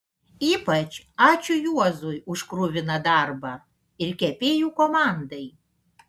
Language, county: Lithuanian, Panevėžys